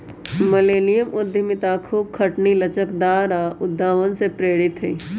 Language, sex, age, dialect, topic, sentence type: Magahi, male, 18-24, Western, banking, statement